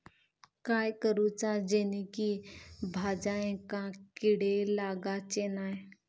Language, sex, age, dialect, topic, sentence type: Marathi, female, 25-30, Southern Konkan, agriculture, question